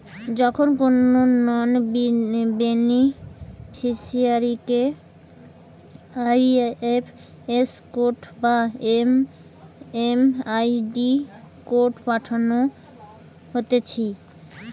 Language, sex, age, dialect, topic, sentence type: Bengali, female, 25-30, Western, banking, statement